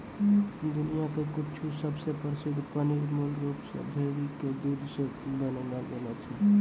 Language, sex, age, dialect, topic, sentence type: Maithili, male, 18-24, Angika, agriculture, statement